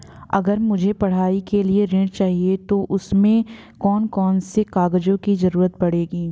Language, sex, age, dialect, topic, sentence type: Hindi, female, 25-30, Hindustani Malvi Khadi Boli, banking, question